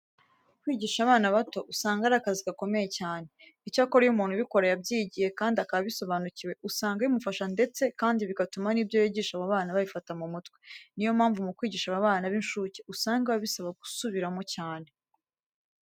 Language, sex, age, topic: Kinyarwanda, female, 18-24, education